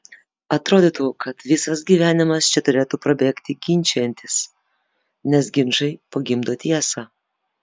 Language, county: Lithuanian, Vilnius